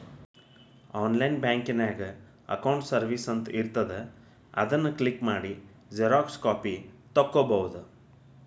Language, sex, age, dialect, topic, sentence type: Kannada, male, 25-30, Dharwad Kannada, banking, statement